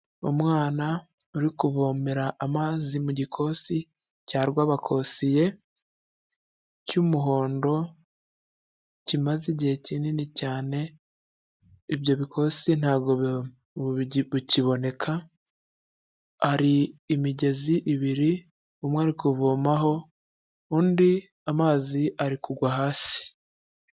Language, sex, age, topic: Kinyarwanda, male, 25-35, health